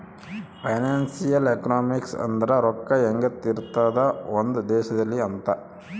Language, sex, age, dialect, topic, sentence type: Kannada, male, 31-35, Central, banking, statement